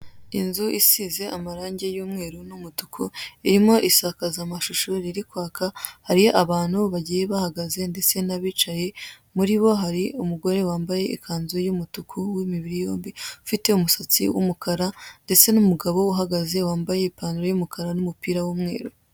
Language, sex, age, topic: Kinyarwanda, female, 18-24, finance